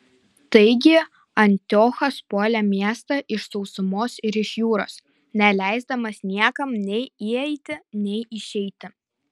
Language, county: Lithuanian, Panevėžys